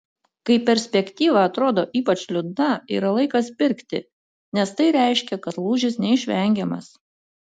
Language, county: Lithuanian, Utena